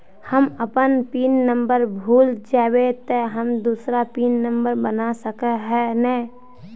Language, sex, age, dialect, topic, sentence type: Magahi, female, 60-100, Northeastern/Surjapuri, banking, question